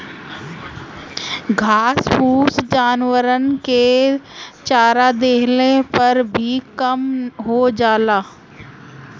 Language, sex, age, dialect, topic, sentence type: Bhojpuri, female, 31-35, Northern, agriculture, statement